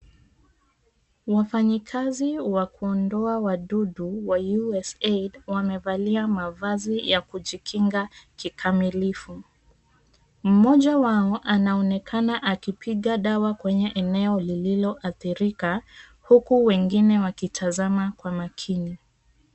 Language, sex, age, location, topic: Swahili, female, 25-35, Mombasa, health